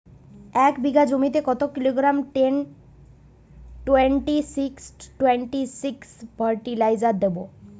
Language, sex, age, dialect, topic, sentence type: Bengali, female, 31-35, Western, agriculture, question